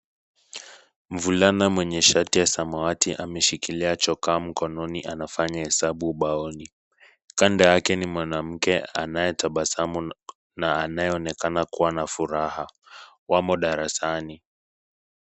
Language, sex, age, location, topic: Swahili, male, 25-35, Nairobi, education